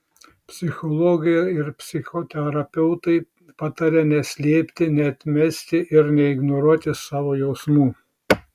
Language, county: Lithuanian, Šiauliai